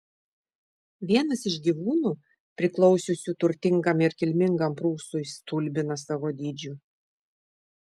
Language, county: Lithuanian, Šiauliai